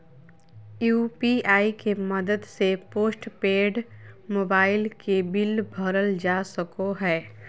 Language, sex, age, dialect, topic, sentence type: Magahi, female, 41-45, Southern, banking, statement